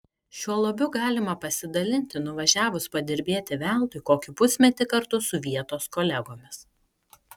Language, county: Lithuanian, Kaunas